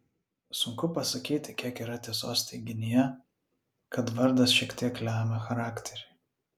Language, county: Lithuanian, Vilnius